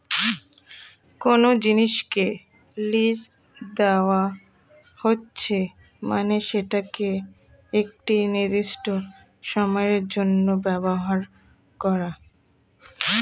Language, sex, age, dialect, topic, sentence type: Bengali, female, <18, Standard Colloquial, banking, statement